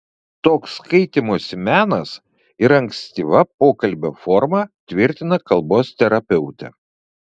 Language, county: Lithuanian, Vilnius